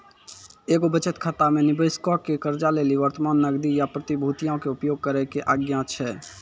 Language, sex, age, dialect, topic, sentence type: Maithili, male, 18-24, Angika, banking, statement